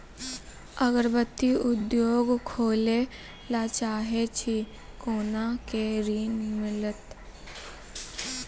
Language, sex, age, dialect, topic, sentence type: Maithili, female, 18-24, Angika, banking, question